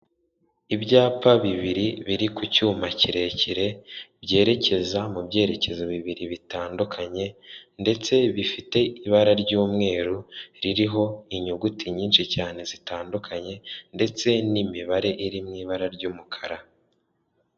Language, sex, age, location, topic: Kinyarwanda, male, 36-49, Kigali, government